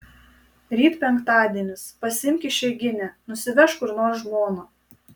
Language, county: Lithuanian, Marijampolė